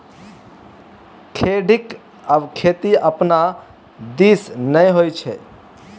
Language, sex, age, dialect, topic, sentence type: Maithili, male, 18-24, Bajjika, agriculture, statement